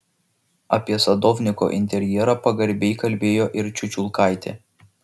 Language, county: Lithuanian, Šiauliai